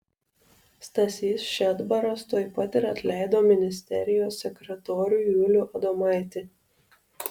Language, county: Lithuanian, Alytus